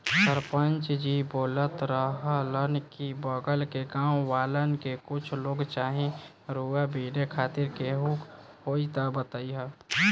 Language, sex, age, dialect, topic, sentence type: Bhojpuri, male, <18, Southern / Standard, agriculture, statement